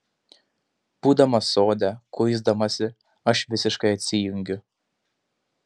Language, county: Lithuanian, Panevėžys